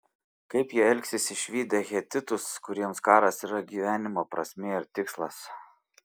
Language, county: Lithuanian, Šiauliai